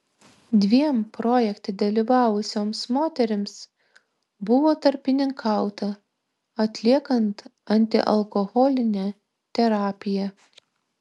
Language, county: Lithuanian, Vilnius